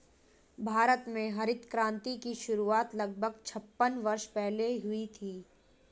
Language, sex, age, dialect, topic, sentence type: Hindi, female, 18-24, Marwari Dhudhari, agriculture, statement